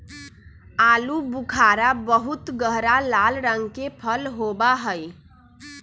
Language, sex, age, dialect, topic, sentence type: Magahi, female, 25-30, Western, agriculture, statement